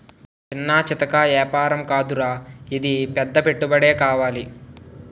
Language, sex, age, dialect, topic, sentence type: Telugu, male, 18-24, Utterandhra, banking, statement